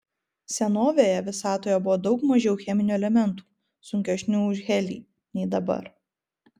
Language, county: Lithuanian, Vilnius